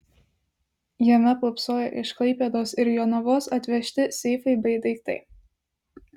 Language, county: Lithuanian, Vilnius